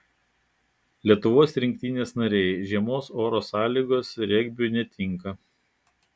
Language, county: Lithuanian, Klaipėda